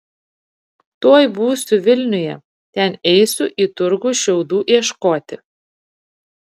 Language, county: Lithuanian, Šiauliai